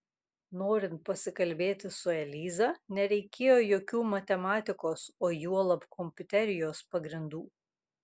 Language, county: Lithuanian, Kaunas